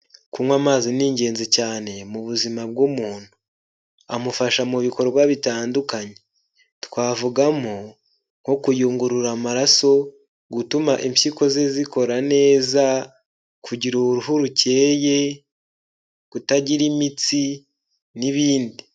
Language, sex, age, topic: Kinyarwanda, male, 18-24, health